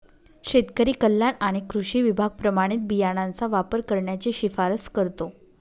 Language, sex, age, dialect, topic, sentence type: Marathi, female, 25-30, Northern Konkan, agriculture, statement